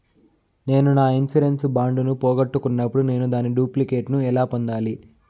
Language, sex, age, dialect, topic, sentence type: Telugu, male, 18-24, Southern, banking, question